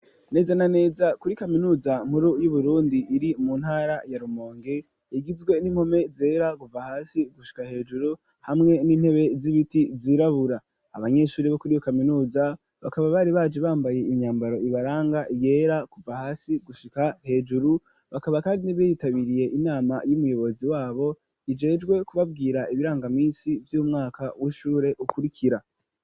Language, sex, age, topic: Rundi, female, 18-24, education